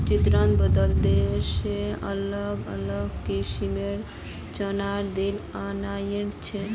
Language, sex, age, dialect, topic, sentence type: Magahi, male, 18-24, Northeastern/Surjapuri, agriculture, statement